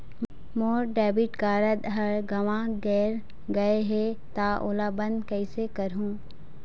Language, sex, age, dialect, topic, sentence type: Chhattisgarhi, female, 25-30, Eastern, banking, question